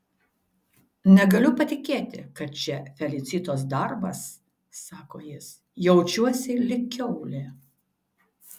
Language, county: Lithuanian, Šiauliai